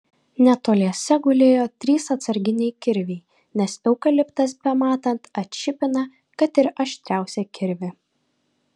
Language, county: Lithuanian, Kaunas